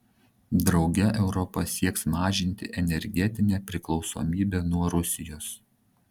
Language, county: Lithuanian, Šiauliai